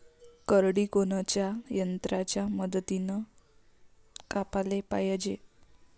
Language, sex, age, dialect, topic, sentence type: Marathi, female, 25-30, Varhadi, agriculture, question